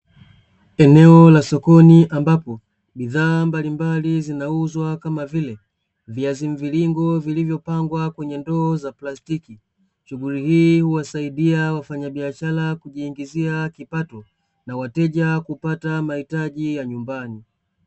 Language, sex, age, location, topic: Swahili, male, 25-35, Dar es Salaam, finance